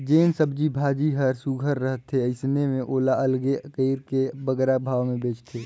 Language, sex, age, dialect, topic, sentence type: Chhattisgarhi, male, 18-24, Northern/Bhandar, agriculture, statement